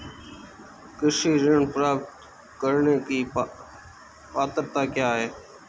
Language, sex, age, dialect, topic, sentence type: Hindi, male, 18-24, Marwari Dhudhari, agriculture, question